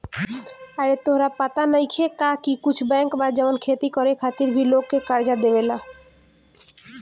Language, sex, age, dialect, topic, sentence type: Bhojpuri, female, 18-24, Southern / Standard, banking, statement